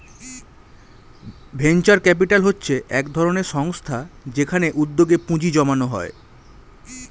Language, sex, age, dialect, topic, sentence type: Bengali, male, 25-30, Standard Colloquial, banking, statement